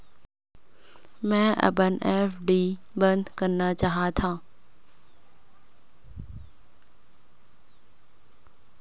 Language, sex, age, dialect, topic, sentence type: Chhattisgarhi, female, 60-100, Central, banking, statement